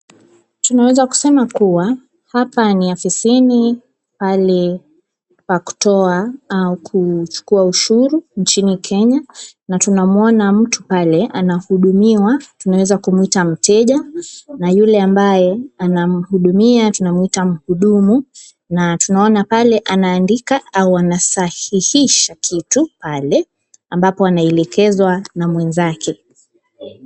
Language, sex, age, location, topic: Swahili, female, 25-35, Kisumu, government